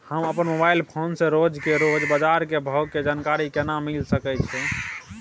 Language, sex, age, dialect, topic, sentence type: Maithili, male, 18-24, Bajjika, agriculture, question